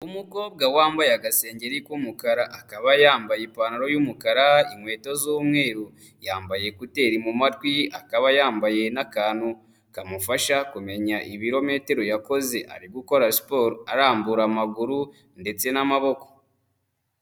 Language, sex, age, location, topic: Kinyarwanda, male, 25-35, Huye, health